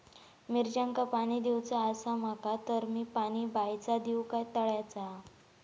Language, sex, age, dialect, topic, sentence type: Marathi, female, 18-24, Southern Konkan, agriculture, question